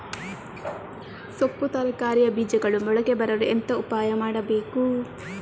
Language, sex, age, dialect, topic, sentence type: Kannada, female, 18-24, Coastal/Dakshin, agriculture, question